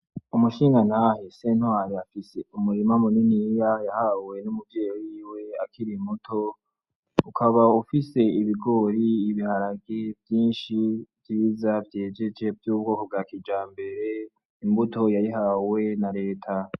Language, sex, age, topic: Rundi, male, 18-24, agriculture